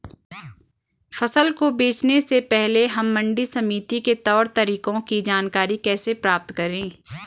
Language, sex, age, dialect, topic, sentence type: Hindi, female, 25-30, Garhwali, agriculture, question